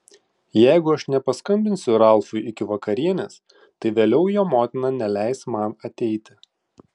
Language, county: Lithuanian, Klaipėda